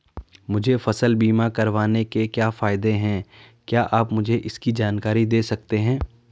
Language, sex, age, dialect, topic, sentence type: Hindi, male, 41-45, Garhwali, banking, question